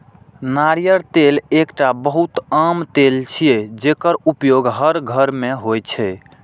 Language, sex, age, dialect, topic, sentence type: Maithili, male, 60-100, Eastern / Thethi, agriculture, statement